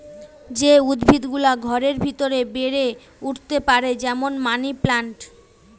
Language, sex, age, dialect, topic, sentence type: Bengali, female, 18-24, Western, agriculture, statement